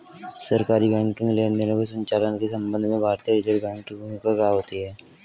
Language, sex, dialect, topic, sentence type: Hindi, male, Hindustani Malvi Khadi Boli, banking, question